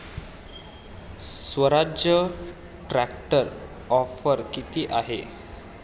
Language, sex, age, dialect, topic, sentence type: Marathi, male, 18-24, Standard Marathi, agriculture, question